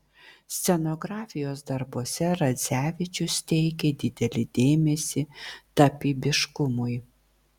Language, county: Lithuanian, Vilnius